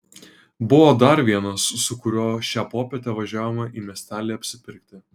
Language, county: Lithuanian, Kaunas